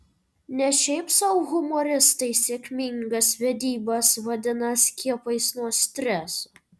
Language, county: Lithuanian, Vilnius